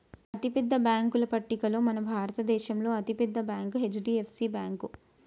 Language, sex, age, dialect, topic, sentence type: Telugu, female, 18-24, Telangana, banking, statement